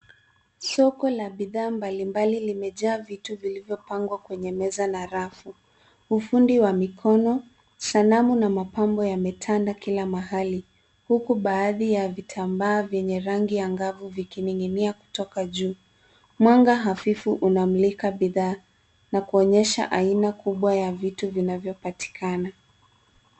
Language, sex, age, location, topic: Swahili, female, 18-24, Nairobi, finance